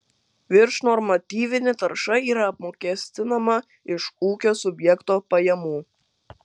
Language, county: Lithuanian, Kaunas